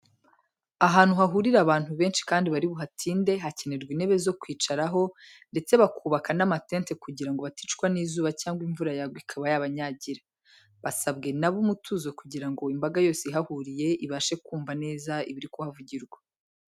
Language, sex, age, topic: Kinyarwanda, female, 25-35, education